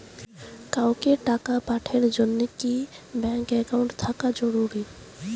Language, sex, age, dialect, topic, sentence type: Bengali, female, 18-24, Rajbangshi, banking, question